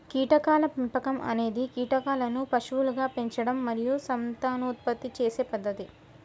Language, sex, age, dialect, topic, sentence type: Telugu, female, 25-30, Telangana, agriculture, statement